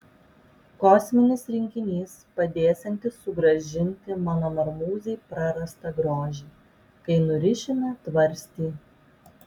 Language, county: Lithuanian, Vilnius